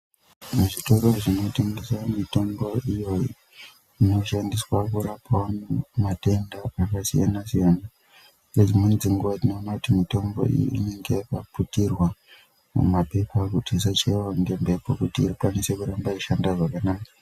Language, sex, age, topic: Ndau, male, 25-35, health